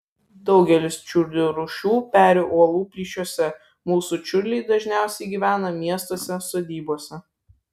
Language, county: Lithuanian, Vilnius